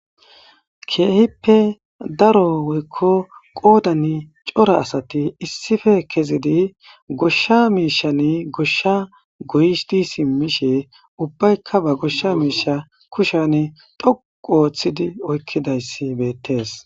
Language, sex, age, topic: Gamo, male, 25-35, agriculture